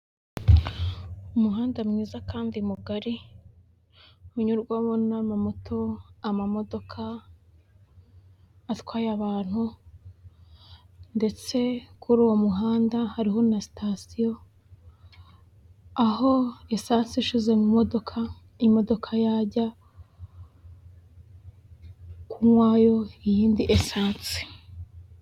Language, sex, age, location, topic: Kinyarwanda, female, 18-24, Huye, government